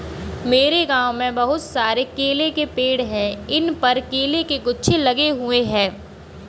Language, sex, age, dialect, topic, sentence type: Hindi, female, 18-24, Kanauji Braj Bhasha, agriculture, statement